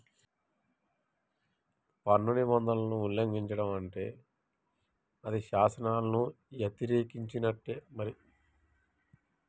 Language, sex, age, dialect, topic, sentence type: Telugu, male, 31-35, Telangana, banking, statement